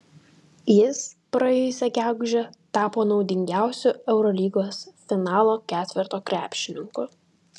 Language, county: Lithuanian, Vilnius